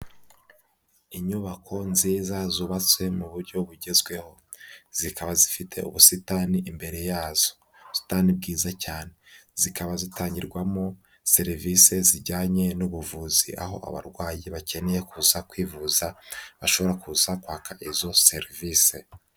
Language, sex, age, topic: Kinyarwanda, male, 18-24, health